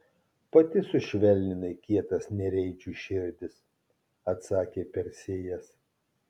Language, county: Lithuanian, Kaunas